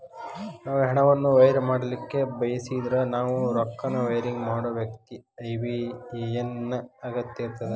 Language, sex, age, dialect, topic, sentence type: Kannada, male, 18-24, Dharwad Kannada, banking, statement